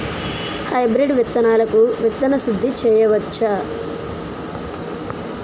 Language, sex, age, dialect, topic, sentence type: Telugu, female, 31-35, Utterandhra, agriculture, question